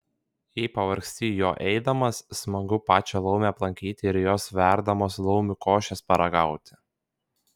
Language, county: Lithuanian, Kaunas